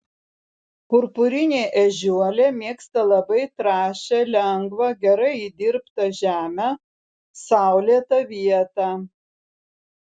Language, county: Lithuanian, Vilnius